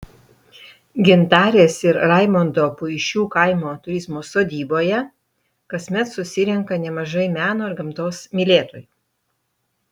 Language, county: Lithuanian, Utena